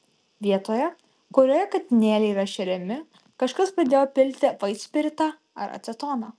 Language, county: Lithuanian, Alytus